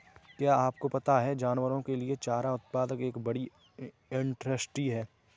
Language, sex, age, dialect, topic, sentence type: Hindi, male, 25-30, Kanauji Braj Bhasha, agriculture, statement